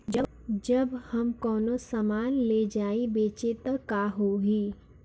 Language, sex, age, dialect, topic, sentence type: Bhojpuri, female, <18, Northern, agriculture, question